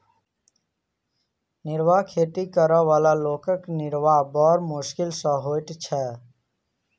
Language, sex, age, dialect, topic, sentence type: Maithili, male, 18-24, Southern/Standard, agriculture, statement